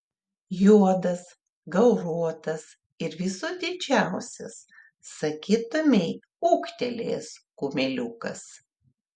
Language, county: Lithuanian, Klaipėda